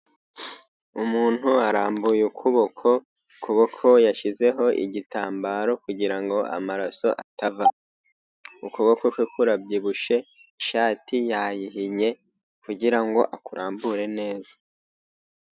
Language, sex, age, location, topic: Kinyarwanda, male, 18-24, Huye, health